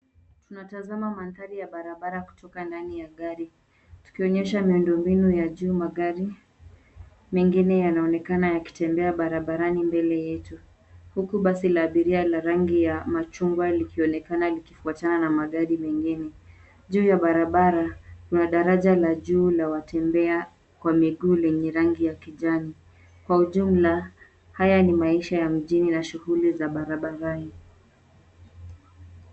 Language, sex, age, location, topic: Swahili, female, 36-49, Nairobi, government